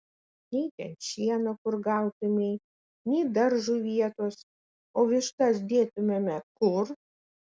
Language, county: Lithuanian, Kaunas